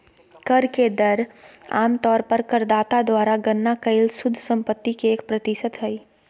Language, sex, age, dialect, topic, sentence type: Magahi, female, 25-30, Southern, banking, statement